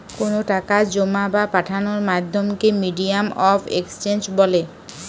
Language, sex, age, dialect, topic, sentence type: Bengali, female, 18-24, Western, banking, statement